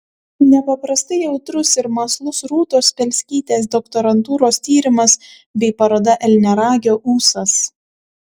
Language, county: Lithuanian, Kaunas